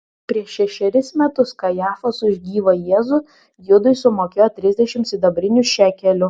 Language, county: Lithuanian, Vilnius